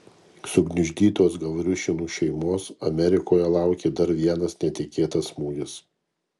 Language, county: Lithuanian, Kaunas